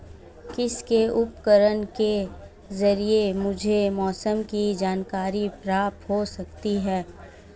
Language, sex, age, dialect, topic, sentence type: Hindi, female, 18-24, Marwari Dhudhari, agriculture, question